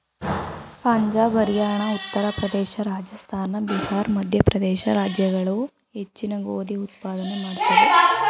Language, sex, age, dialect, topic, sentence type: Kannada, female, 18-24, Mysore Kannada, agriculture, statement